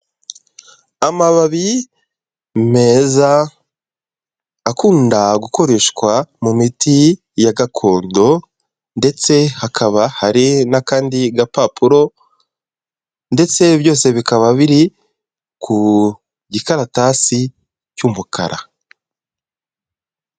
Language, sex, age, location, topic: Kinyarwanda, male, 18-24, Kigali, health